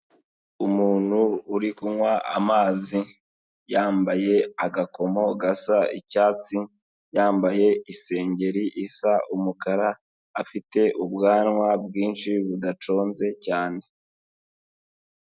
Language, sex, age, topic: Kinyarwanda, male, 25-35, health